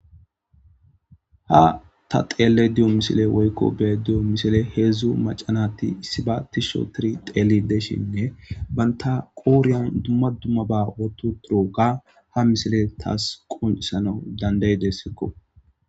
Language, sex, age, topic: Gamo, male, 18-24, government